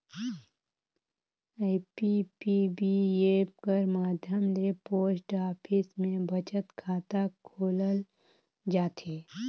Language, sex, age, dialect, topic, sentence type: Chhattisgarhi, female, 25-30, Northern/Bhandar, banking, statement